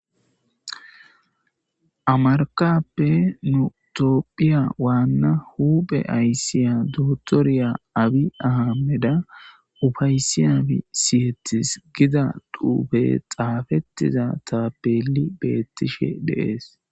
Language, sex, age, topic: Gamo, male, 25-35, government